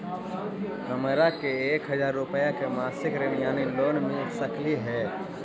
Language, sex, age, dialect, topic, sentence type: Magahi, male, 18-24, Central/Standard, banking, question